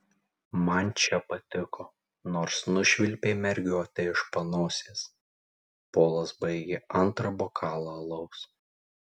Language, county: Lithuanian, Tauragė